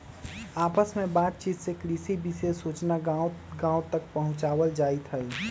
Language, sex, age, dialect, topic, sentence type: Magahi, male, 18-24, Western, agriculture, statement